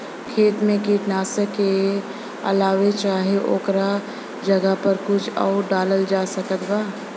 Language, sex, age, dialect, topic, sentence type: Bhojpuri, female, 25-30, Southern / Standard, agriculture, question